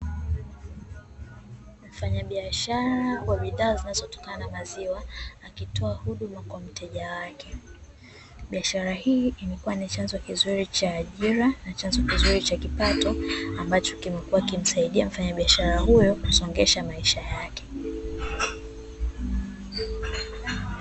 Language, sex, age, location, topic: Swahili, female, 18-24, Dar es Salaam, finance